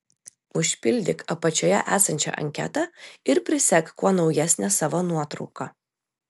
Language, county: Lithuanian, Telšiai